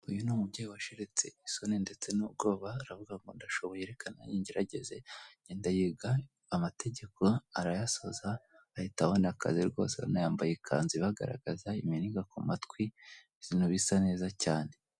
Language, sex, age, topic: Kinyarwanda, female, 18-24, government